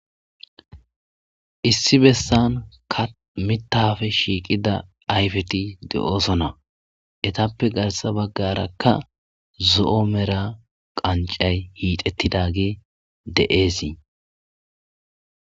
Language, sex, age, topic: Gamo, male, 25-35, agriculture